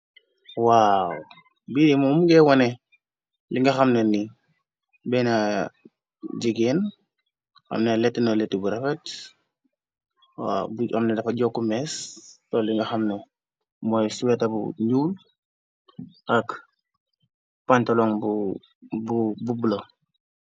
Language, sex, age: Wolof, male, 25-35